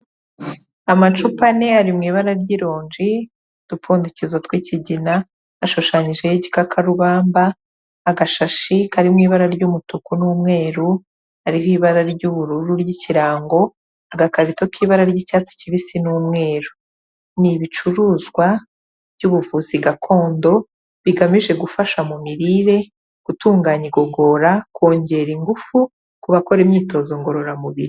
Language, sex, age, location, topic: Kinyarwanda, female, 36-49, Kigali, health